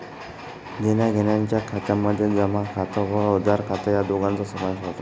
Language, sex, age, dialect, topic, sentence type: Marathi, male, 25-30, Northern Konkan, banking, statement